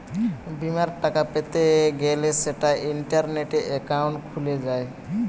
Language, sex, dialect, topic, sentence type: Bengali, male, Western, banking, statement